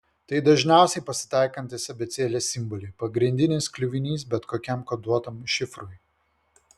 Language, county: Lithuanian, Vilnius